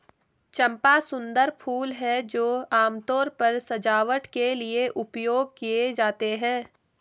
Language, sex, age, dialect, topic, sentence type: Hindi, female, 18-24, Garhwali, agriculture, statement